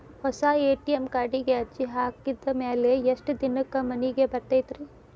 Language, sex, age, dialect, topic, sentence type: Kannada, female, 25-30, Dharwad Kannada, banking, question